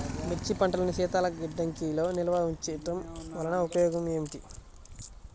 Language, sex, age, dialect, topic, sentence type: Telugu, male, 25-30, Central/Coastal, agriculture, question